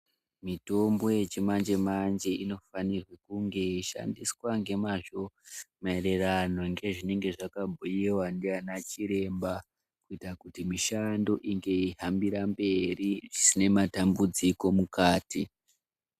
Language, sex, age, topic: Ndau, male, 18-24, health